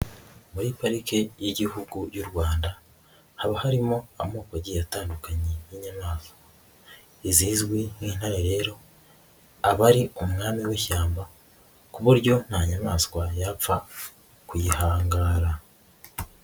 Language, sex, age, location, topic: Kinyarwanda, female, 18-24, Nyagatare, agriculture